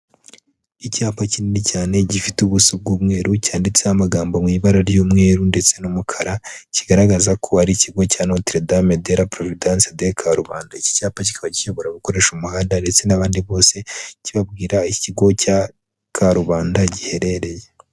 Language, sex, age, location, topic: Kinyarwanda, female, 18-24, Huye, education